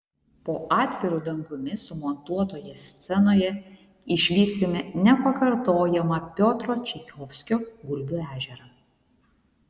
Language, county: Lithuanian, Šiauliai